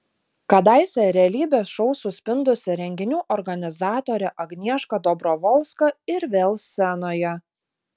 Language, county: Lithuanian, Utena